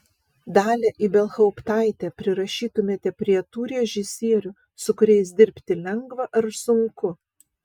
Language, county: Lithuanian, Vilnius